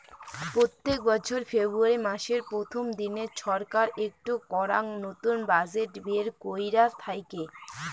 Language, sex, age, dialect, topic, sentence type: Bengali, female, 18-24, Rajbangshi, banking, statement